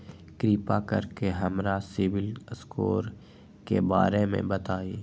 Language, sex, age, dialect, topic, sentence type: Magahi, female, 18-24, Western, banking, statement